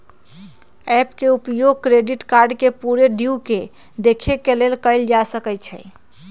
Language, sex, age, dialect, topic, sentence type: Magahi, female, 31-35, Western, banking, statement